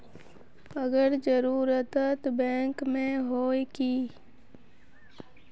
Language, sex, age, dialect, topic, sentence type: Magahi, female, 18-24, Northeastern/Surjapuri, banking, question